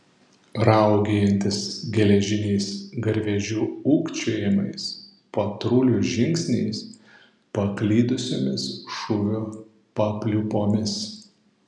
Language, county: Lithuanian, Panevėžys